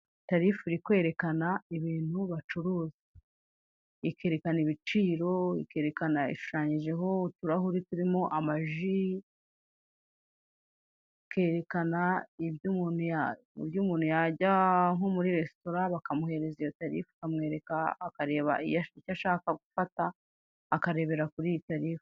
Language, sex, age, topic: Kinyarwanda, female, 36-49, finance